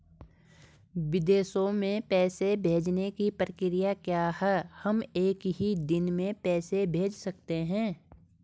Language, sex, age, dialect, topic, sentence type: Hindi, female, 46-50, Garhwali, banking, question